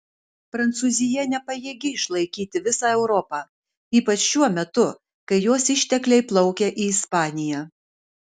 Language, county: Lithuanian, Kaunas